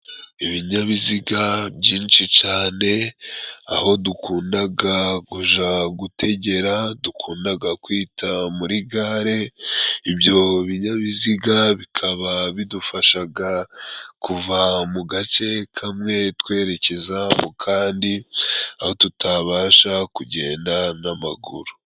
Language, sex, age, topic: Kinyarwanda, male, 25-35, government